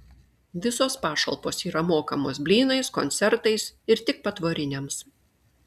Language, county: Lithuanian, Klaipėda